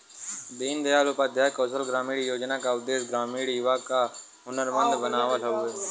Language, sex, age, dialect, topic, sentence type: Bhojpuri, male, 18-24, Western, banking, statement